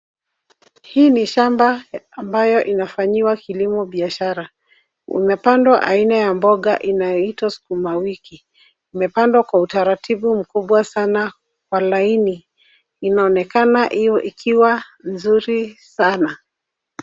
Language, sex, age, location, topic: Swahili, female, 36-49, Nairobi, agriculture